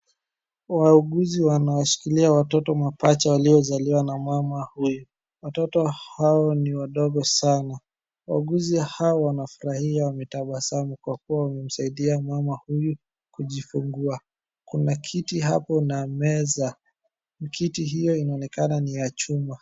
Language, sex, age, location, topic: Swahili, male, 36-49, Wajir, health